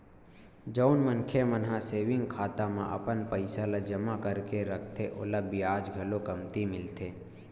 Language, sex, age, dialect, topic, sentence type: Chhattisgarhi, male, 18-24, Western/Budati/Khatahi, banking, statement